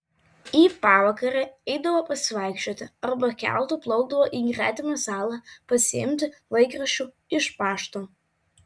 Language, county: Lithuanian, Vilnius